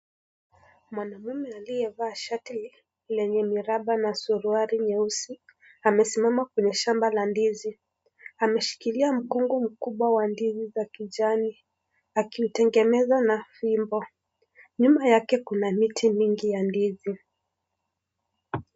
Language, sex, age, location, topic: Swahili, male, 25-35, Kisii, agriculture